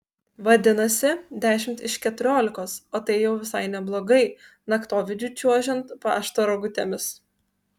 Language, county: Lithuanian, Kaunas